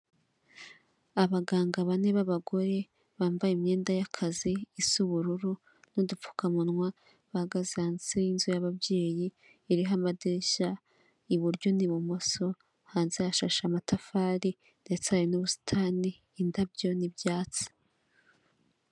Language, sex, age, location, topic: Kinyarwanda, female, 25-35, Kigali, health